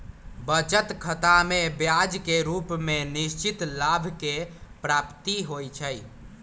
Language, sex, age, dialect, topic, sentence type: Magahi, male, 18-24, Western, banking, statement